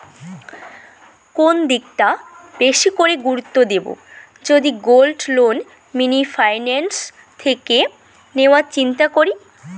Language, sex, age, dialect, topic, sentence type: Bengali, female, 18-24, Rajbangshi, banking, question